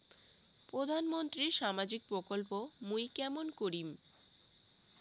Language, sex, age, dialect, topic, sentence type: Bengali, female, 18-24, Rajbangshi, banking, question